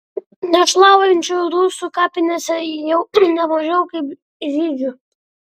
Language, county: Lithuanian, Klaipėda